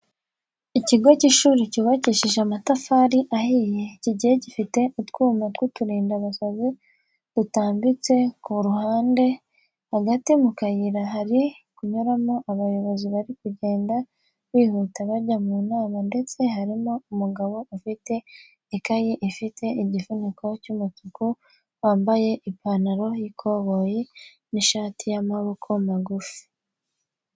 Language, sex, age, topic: Kinyarwanda, female, 18-24, education